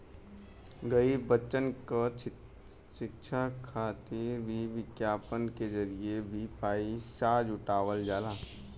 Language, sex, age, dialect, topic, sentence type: Bhojpuri, male, 18-24, Western, banking, statement